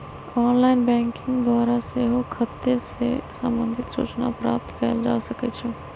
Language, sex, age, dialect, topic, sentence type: Magahi, female, 31-35, Western, banking, statement